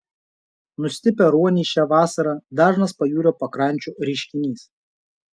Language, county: Lithuanian, Šiauliai